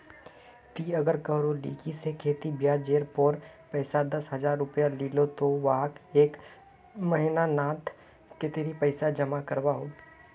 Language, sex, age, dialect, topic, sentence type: Magahi, male, 31-35, Northeastern/Surjapuri, banking, question